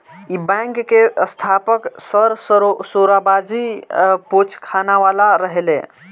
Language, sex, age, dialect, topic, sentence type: Bhojpuri, male, <18, Northern, banking, statement